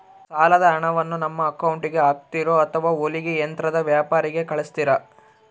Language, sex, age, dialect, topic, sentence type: Kannada, male, 41-45, Central, banking, question